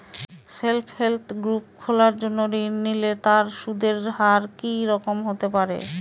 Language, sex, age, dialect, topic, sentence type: Bengali, female, 31-35, Northern/Varendri, banking, question